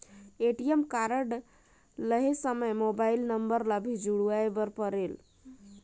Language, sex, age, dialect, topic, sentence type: Chhattisgarhi, female, 31-35, Northern/Bhandar, banking, question